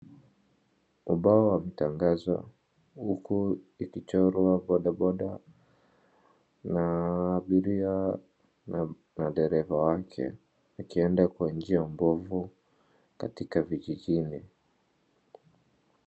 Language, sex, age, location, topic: Swahili, male, 25-35, Wajir, finance